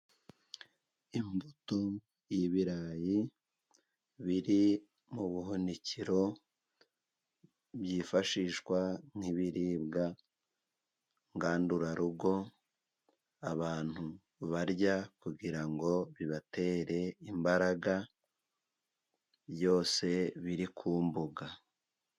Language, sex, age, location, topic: Kinyarwanda, male, 36-49, Musanze, agriculture